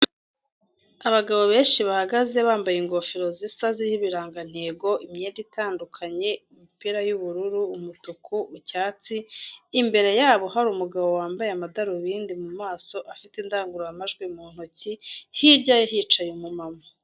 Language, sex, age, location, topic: Kinyarwanda, female, 18-24, Kigali, government